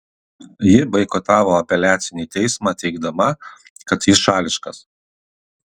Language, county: Lithuanian, Kaunas